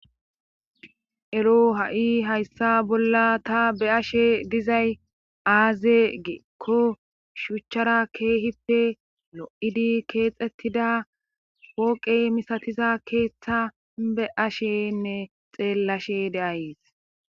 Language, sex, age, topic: Gamo, female, 25-35, government